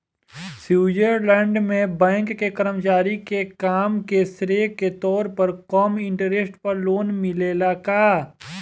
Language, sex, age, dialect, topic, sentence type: Bhojpuri, male, 25-30, Southern / Standard, banking, question